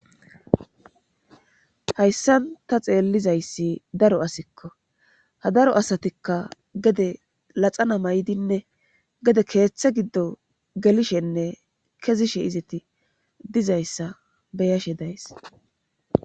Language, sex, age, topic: Gamo, female, 25-35, government